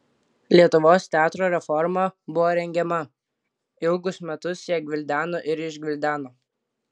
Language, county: Lithuanian, Klaipėda